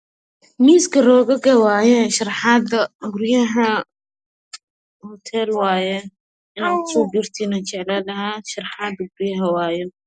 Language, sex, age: Somali, male, 18-24